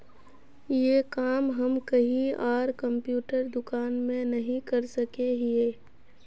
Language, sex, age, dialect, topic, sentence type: Magahi, female, 18-24, Northeastern/Surjapuri, banking, question